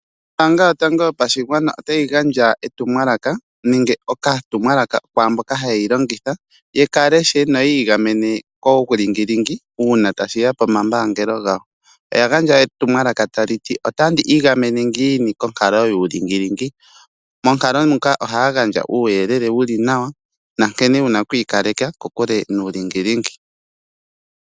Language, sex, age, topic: Oshiwambo, male, 25-35, finance